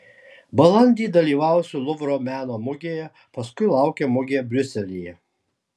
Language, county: Lithuanian, Alytus